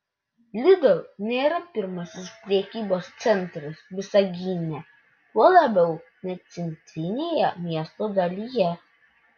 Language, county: Lithuanian, Utena